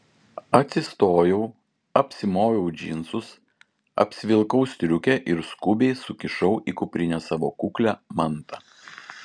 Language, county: Lithuanian, Vilnius